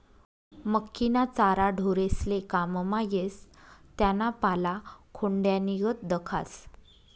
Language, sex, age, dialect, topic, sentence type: Marathi, female, 31-35, Northern Konkan, agriculture, statement